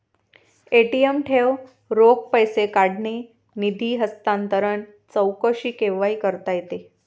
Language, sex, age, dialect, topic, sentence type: Marathi, female, 25-30, Varhadi, banking, statement